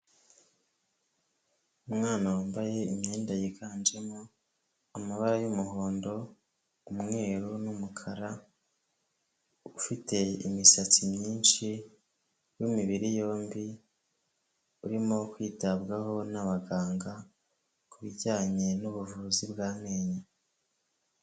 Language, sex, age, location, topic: Kinyarwanda, male, 25-35, Huye, health